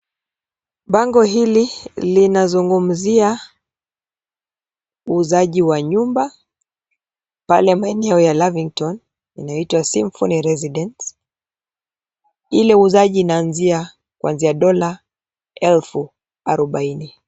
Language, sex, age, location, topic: Swahili, female, 25-35, Nairobi, finance